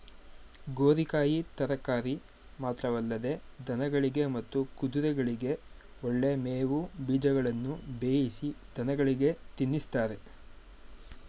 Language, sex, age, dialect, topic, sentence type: Kannada, male, 18-24, Mysore Kannada, agriculture, statement